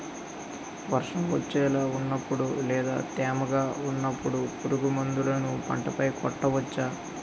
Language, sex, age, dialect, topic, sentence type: Telugu, male, 25-30, Utterandhra, agriculture, question